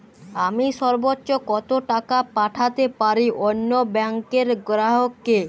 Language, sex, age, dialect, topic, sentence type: Bengali, male, 31-35, Jharkhandi, banking, question